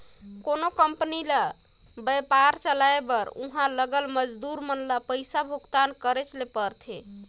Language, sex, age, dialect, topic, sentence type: Chhattisgarhi, female, 31-35, Northern/Bhandar, banking, statement